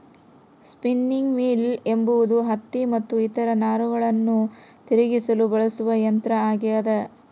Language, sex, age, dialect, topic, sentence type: Kannada, female, 36-40, Central, agriculture, statement